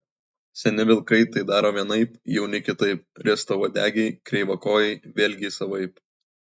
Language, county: Lithuanian, Kaunas